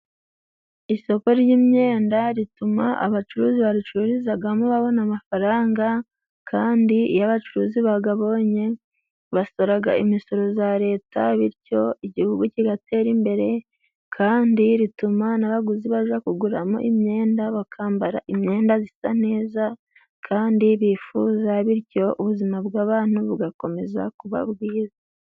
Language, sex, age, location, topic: Kinyarwanda, female, 18-24, Musanze, finance